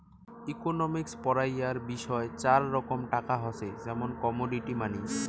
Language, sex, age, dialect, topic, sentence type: Bengali, male, 18-24, Rajbangshi, banking, statement